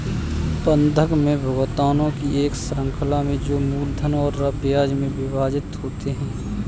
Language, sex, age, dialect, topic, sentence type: Hindi, male, 31-35, Kanauji Braj Bhasha, banking, statement